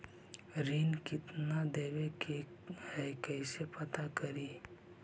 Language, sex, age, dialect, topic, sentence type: Magahi, male, 56-60, Central/Standard, banking, question